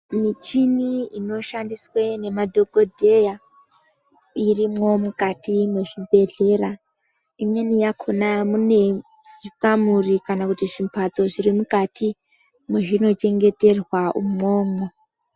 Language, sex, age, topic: Ndau, female, 18-24, health